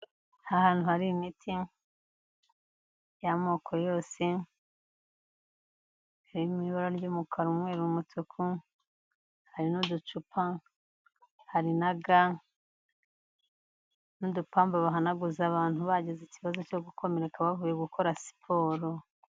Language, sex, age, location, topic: Kinyarwanda, female, 50+, Kigali, health